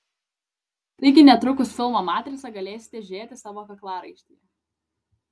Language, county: Lithuanian, Klaipėda